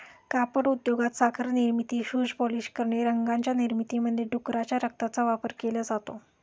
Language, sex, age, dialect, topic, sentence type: Marathi, female, 31-35, Standard Marathi, agriculture, statement